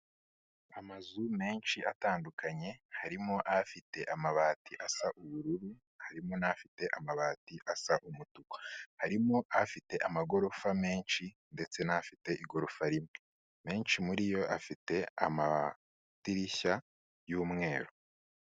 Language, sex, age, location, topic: Kinyarwanda, male, 25-35, Kigali, health